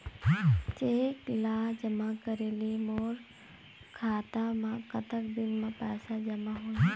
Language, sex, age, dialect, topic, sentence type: Chhattisgarhi, female, 18-24, Eastern, banking, question